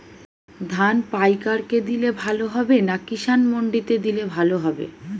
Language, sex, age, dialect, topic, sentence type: Bengali, female, 31-35, Western, agriculture, question